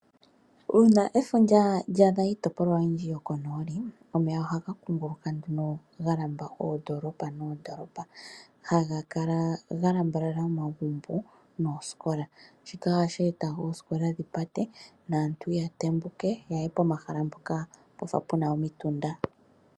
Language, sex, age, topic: Oshiwambo, female, 25-35, agriculture